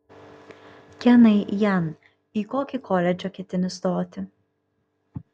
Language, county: Lithuanian, Kaunas